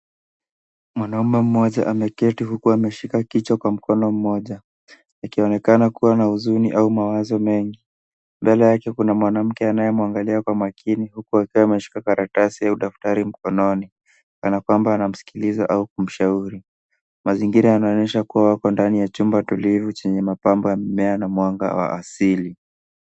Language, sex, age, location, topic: Swahili, male, 18-24, Nairobi, health